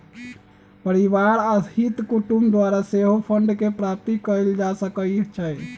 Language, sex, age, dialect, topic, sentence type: Magahi, male, 36-40, Western, banking, statement